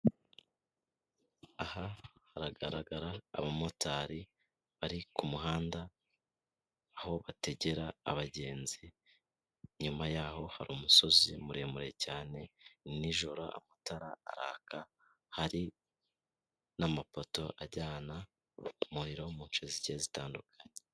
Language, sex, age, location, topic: Kinyarwanda, male, 25-35, Kigali, government